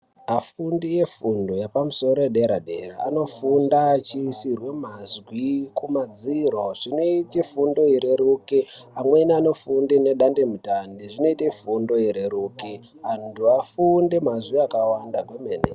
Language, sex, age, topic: Ndau, male, 18-24, education